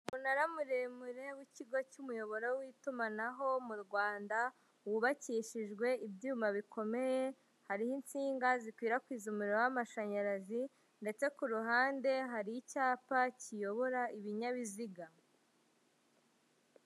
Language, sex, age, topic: Kinyarwanda, female, 50+, government